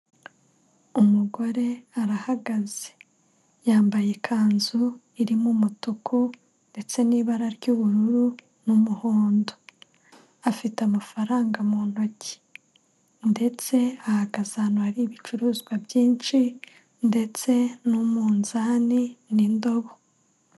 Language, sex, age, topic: Kinyarwanda, female, 25-35, finance